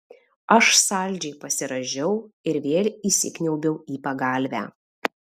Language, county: Lithuanian, Alytus